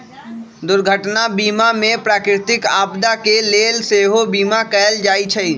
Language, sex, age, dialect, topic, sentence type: Magahi, male, 18-24, Western, banking, statement